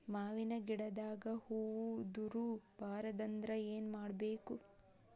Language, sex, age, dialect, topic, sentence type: Kannada, female, 31-35, Dharwad Kannada, agriculture, question